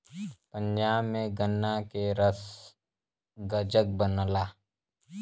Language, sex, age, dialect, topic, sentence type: Bhojpuri, male, <18, Western, agriculture, statement